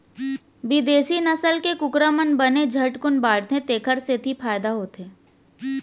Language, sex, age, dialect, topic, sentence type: Chhattisgarhi, female, 18-24, Central, agriculture, statement